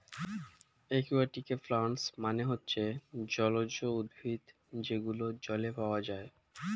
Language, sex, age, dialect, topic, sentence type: Bengali, male, 25-30, Standard Colloquial, agriculture, statement